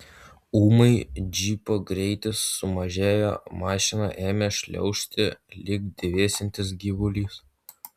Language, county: Lithuanian, Utena